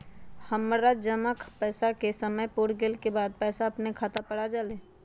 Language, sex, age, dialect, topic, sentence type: Magahi, female, 31-35, Western, banking, question